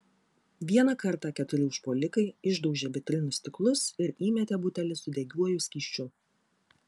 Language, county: Lithuanian, Klaipėda